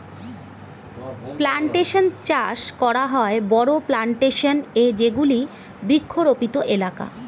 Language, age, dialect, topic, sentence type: Bengali, 41-45, Standard Colloquial, agriculture, statement